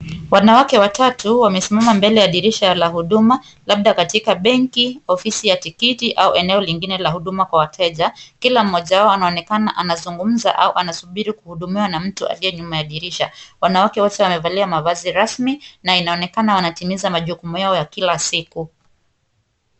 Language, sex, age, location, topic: Swahili, female, 25-35, Kisumu, finance